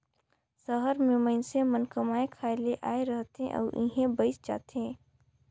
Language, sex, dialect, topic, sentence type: Chhattisgarhi, female, Northern/Bhandar, banking, statement